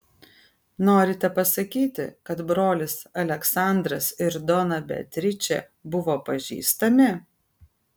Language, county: Lithuanian, Kaunas